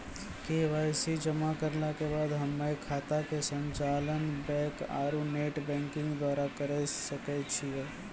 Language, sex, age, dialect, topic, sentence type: Maithili, male, 18-24, Angika, banking, question